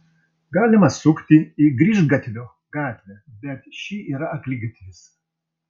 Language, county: Lithuanian, Vilnius